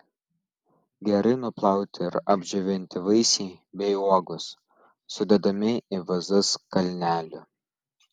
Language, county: Lithuanian, Vilnius